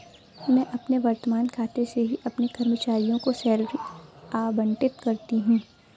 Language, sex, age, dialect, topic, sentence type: Hindi, female, 18-24, Awadhi Bundeli, banking, statement